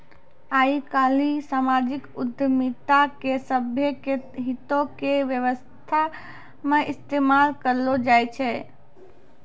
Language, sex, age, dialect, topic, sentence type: Maithili, female, 25-30, Angika, banking, statement